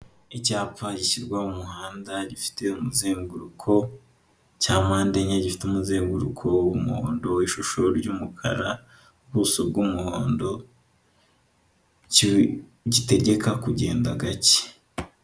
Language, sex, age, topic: Kinyarwanda, male, 18-24, government